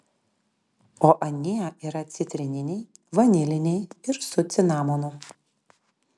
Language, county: Lithuanian, Klaipėda